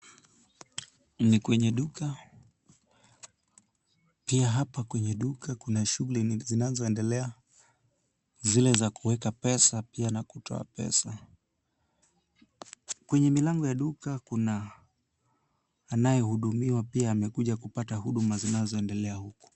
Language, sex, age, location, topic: Swahili, male, 18-24, Kisumu, finance